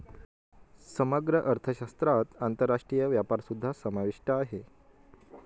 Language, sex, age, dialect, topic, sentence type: Marathi, male, 25-30, Northern Konkan, banking, statement